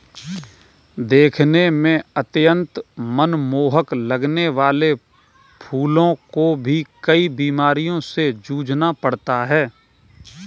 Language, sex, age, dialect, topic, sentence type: Hindi, male, 18-24, Kanauji Braj Bhasha, agriculture, statement